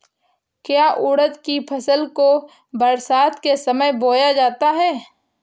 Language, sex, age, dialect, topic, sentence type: Hindi, female, 18-24, Awadhi Bundeli, agriculture, question